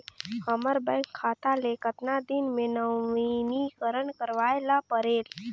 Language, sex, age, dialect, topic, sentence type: Chhattisgarhi, female, 18-24, Northern/Bhandar, banking, question